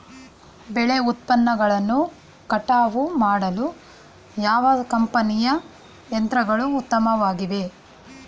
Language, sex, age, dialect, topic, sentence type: Kannada, female, 41-45, Mysore Kannada, agriculture, question